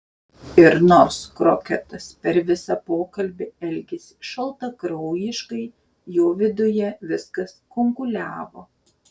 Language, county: Lithuanian, Šiauliai